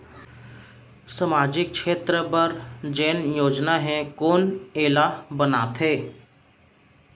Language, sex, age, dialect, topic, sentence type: Chhattisgarhi, male, 31-35, Central, banking, question